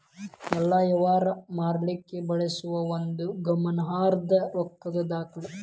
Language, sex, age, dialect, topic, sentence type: Kannada, male, 18-24, Dharwad Kannada, banking, statement